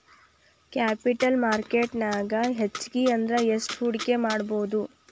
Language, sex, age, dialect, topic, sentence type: Kannada, female, 25-30, Dharwad Kannada, banking, statement